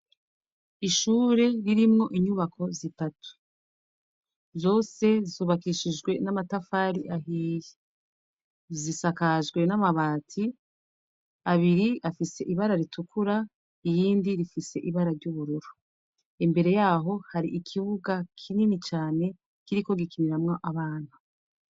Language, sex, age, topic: Rundi, female, 36-49, education